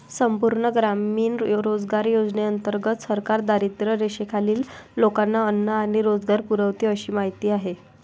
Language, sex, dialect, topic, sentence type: Marathi, female, Varhadi, banking, statement